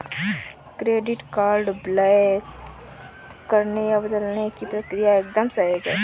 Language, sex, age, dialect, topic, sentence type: Hindi, female, 18-24, Awadhi Bundeli, banking, statement